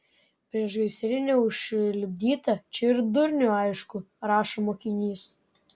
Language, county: Lithuanian, Vilnius